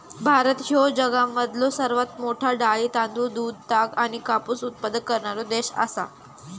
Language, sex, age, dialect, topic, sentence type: Marathi, female, 18-24, Southern Konkan, agriculture, statement